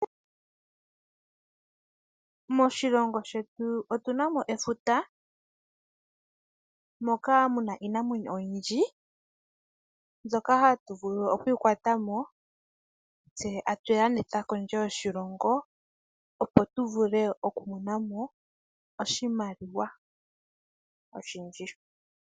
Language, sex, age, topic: Oshiwambo, female, 18-24, agriculture